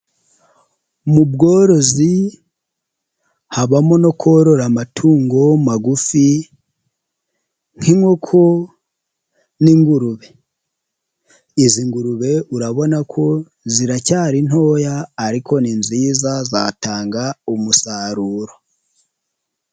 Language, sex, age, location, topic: Kinyarwanda, female, 18-24, Nyagatare, agriculture